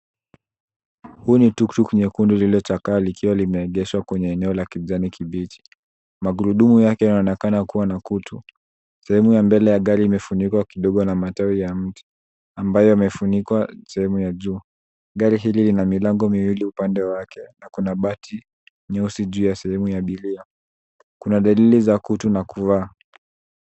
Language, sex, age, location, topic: Swahili, male, 18-24, Nairobi, finance